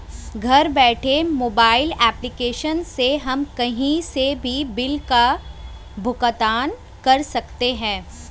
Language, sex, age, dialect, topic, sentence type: Hindi, female, 25-30, Hindustani Malvi Khadi Boli, banking, statement